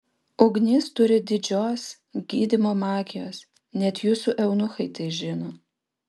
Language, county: Lithuanian, Vilnius